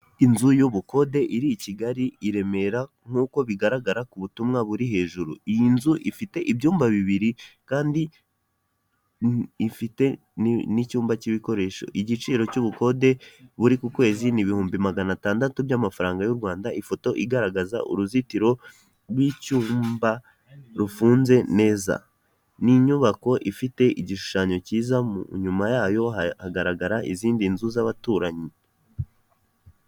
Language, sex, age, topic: Kinyarwanda, male, 18-24, finance